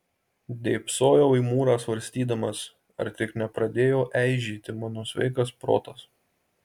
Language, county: Lithuanian, Marijampolė